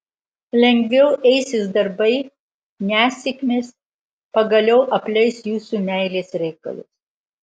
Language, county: Lithuanian, Marijampolė